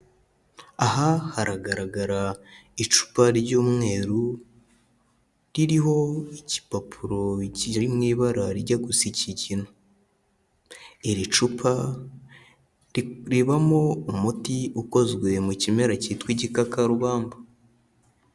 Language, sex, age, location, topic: Kinyarwanda, male, 18-24, Kigali, health